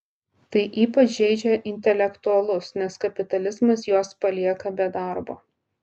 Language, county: Lithuanian, Klaipėda